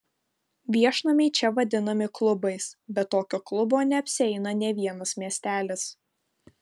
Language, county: Lithuanian, Vilnius